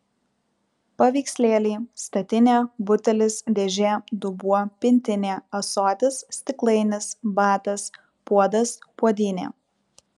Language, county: Lithuanian, Vilnius